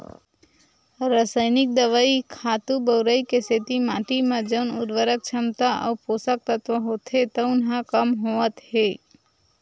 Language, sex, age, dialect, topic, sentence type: Chhattisgarhi, female, 46-50, Western/Budati/Khatahi, agriculture, statement